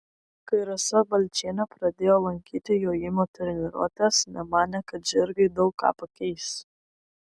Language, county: Lithuanian, Vilnius